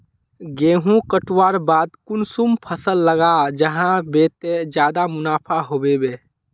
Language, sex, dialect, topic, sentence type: Magahi, male, Northeastern/Surjapuri, agriculture, question